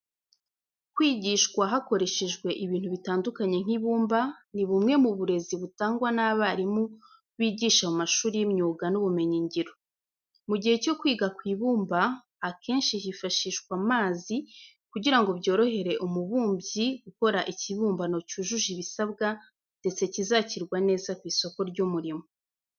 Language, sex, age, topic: Kinyarwanda, female, 25-35, education